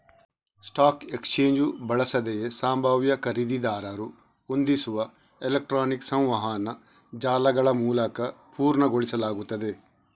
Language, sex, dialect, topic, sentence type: Kannada, male, Coastal/Dakshin, banking, statement